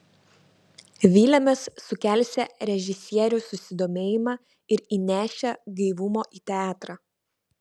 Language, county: Lithuanian, Vilnius